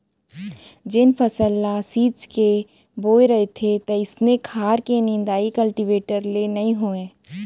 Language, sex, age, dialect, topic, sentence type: Chhattisgarhi, female, 18-24, Central, agriculture, statement